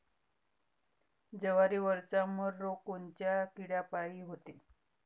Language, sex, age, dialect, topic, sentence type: Marathi, female, 31-35, Varhadi, agriculture, question